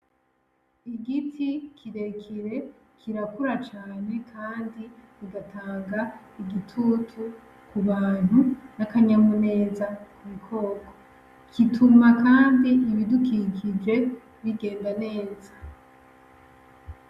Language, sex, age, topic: Rundi, female, 25-35, agriculture